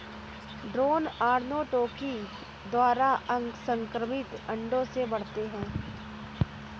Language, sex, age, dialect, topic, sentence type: Hindi, female, 60-100, Kanauji Braj Bhasha, agriculture, statement